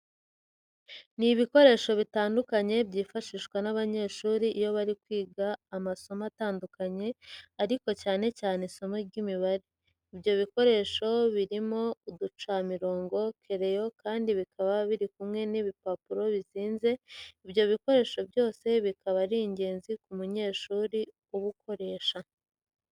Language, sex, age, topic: Kinyarwanda, female, 25-35, education